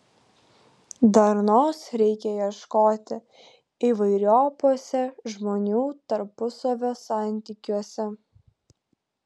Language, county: Lithuanian, Klaipėda